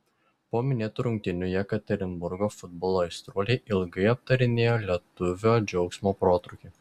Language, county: Lithuanian, Šiauliai